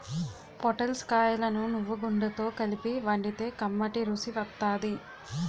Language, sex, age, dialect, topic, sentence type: Telugu, female, 18-24, Utterandhra, agriculture, statement